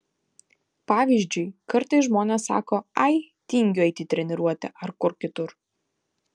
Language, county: Lithuanian, Vilnius